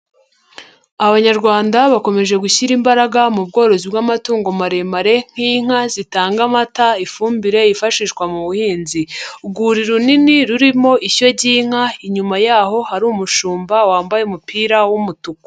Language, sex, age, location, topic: Kinyarwanda, male, 50+, Nyagatare, agriculture